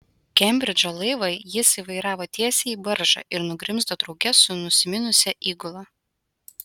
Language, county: Lithuanian, Utena